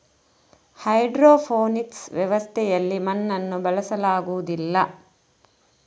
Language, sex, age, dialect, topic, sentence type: Kannada, female, 31-35, Coastal/Dakshin, agriculture, statement